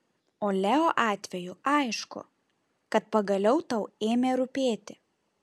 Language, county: Lithuanian, Šiauliai